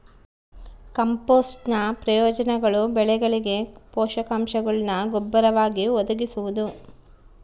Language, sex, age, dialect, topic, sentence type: Kannada, female, 36-40, Central, agriculture, statement